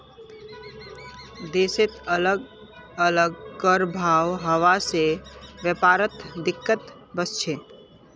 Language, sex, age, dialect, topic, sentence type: Magahi, female, 18-24, Northeastern/Surjapuri, banking, statement